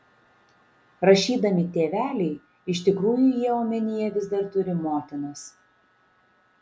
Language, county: Lithuanian, Šiauliai